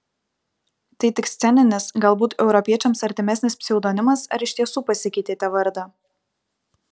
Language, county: Lithuanian, Vilnius